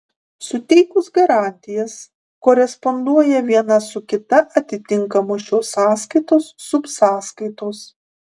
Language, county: Lithuanian, Kaunas